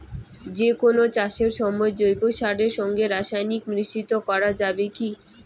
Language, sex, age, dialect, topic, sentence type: Bengali, female, 18-24, Rajbangshi, agriculture, question